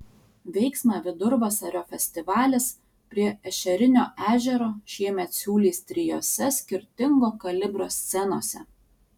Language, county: Lithuanian, Alytus